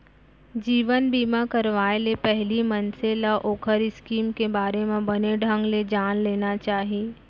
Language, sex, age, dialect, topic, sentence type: Chhattisgarhi, female, 25-30, Central, banking, statement